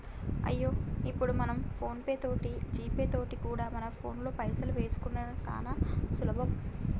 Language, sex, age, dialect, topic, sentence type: Telugu, female, 18-24, Telangana, banking, statement